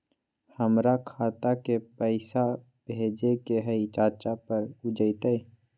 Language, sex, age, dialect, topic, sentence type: Magahi, male, 41-45, Western, banking, question